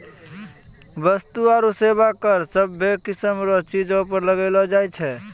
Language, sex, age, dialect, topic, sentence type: Maithili, male, 25-30, Angika, banking, statement